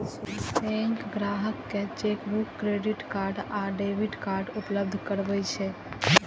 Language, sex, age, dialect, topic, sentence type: Maithili, female, 18-24, Eastern / Thethi, banking, statement